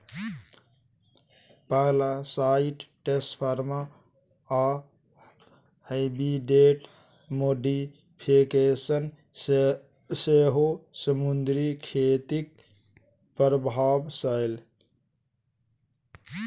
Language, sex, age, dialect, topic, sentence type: Maithili, male, 25-30, Bajjika, agriculture, statement